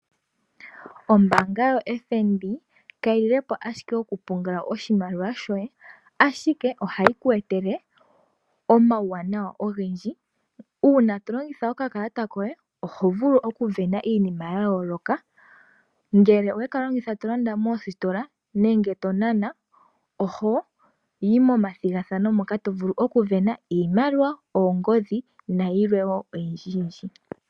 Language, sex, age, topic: Oshiwambo, female, 18-24, finance